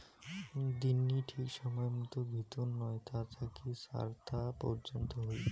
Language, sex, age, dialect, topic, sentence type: Bengali, male, 25-30, Rajbangshi, banking, statement